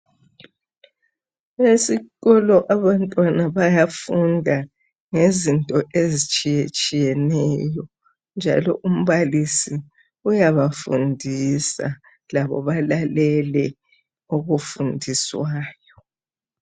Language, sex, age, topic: North Ndebele, female, 50+, education